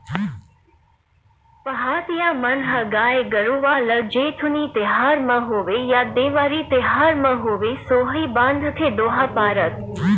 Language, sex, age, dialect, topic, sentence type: Chhattisgarhi, male, 18-24, Western/Budati/Khatahi, agriculture, statement